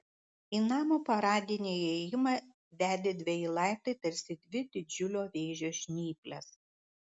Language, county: Lithuanian, Klaipėda